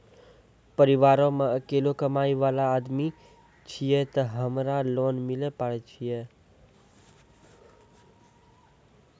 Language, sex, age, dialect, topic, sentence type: Maithili, male, 18-24, Angika, banking, question